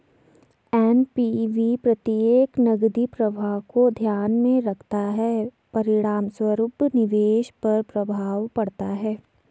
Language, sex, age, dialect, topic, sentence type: Hindi, female, 60-100, Garhwali, banking, statement